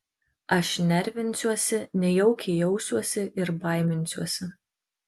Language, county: Lithuanian, Marijampolė